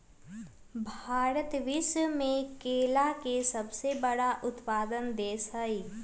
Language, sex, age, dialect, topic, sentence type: Magahi, female, 18-24, Western, agriculture, statement